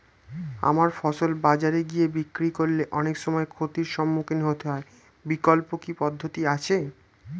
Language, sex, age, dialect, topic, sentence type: Bengali, male, 18-24, Standard Colloquial, agriculture, question